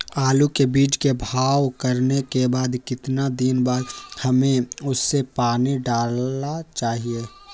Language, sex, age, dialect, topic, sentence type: Magahi, male, 25-30, Western, agriculture, question